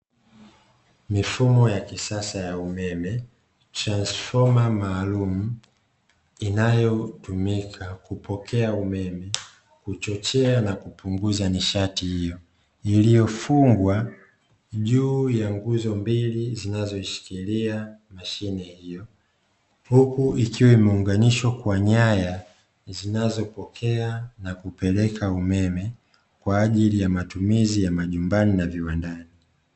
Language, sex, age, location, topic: Swahili, male, 25-35, Dar es Salaam, government